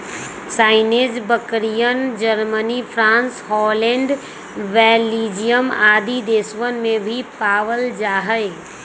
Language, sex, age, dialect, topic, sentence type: Magahi, female, 25-30, Western, agriculture, statement